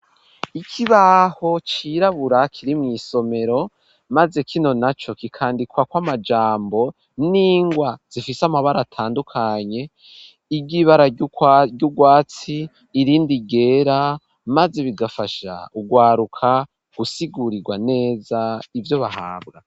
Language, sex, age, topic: Rundi, male, 18-24, education